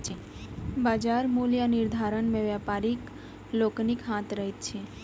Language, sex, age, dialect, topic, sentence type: Maithili, female, 18-24, Southern/Standard, agriculture, statement